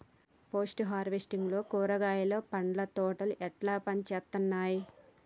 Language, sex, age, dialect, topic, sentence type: Telugu, female, 31-35, Telangana, agriculture, question